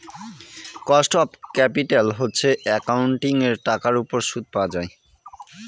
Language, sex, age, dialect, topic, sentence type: Bengali, male, 25-30, Northern/Varendri, banking, statement